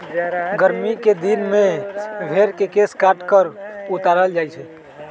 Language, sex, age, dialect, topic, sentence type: Magahi, male, 18-24, Western, agriculture, statement